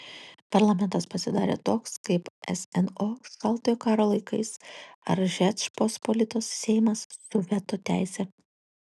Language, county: Lithuanian, Kaunas